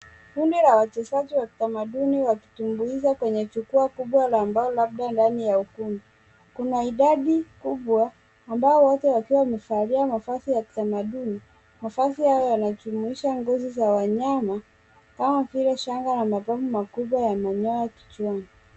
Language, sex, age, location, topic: Swahili, male, 18-24, Nairobi, government